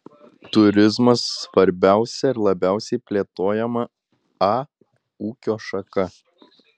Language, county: Lithuanian, Utena